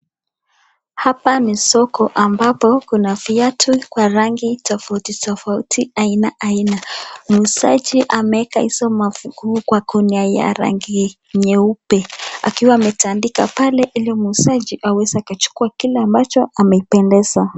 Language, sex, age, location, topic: Swahili, female, 25-35, Nakuru, finance